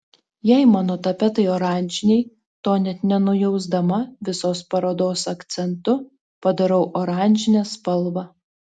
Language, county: Lithuanian, Telšiai